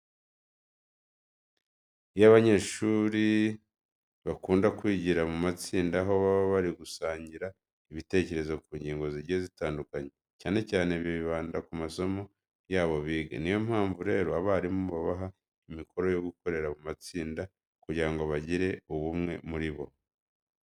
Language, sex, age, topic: Kinyarwanda, male, 25-35, education